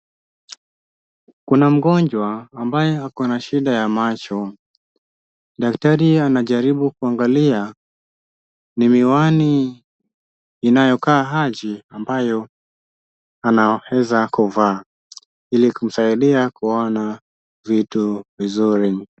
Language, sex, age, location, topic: Swahili, male, 25-35, Kisumu, health